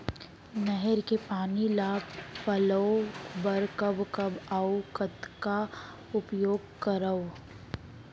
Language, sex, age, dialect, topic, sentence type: Chhattisgarhi, female, 18-24, Central, agriculture, question